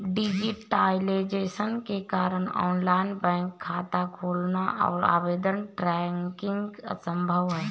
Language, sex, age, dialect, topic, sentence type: Hindi, female, 31-35, Awadhi Bundeli, banking, statement